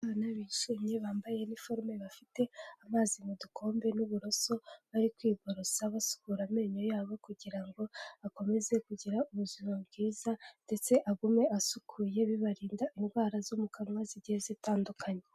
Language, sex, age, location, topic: Kinyarwanda, female, 18-24, Kigali, health